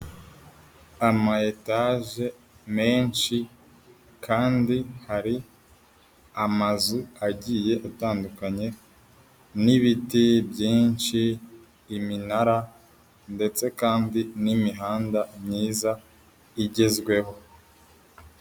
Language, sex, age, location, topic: Kinyarwanda, male, 18-24, Huye, government